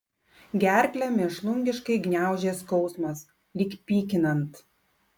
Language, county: Lithuanian, Klaipėda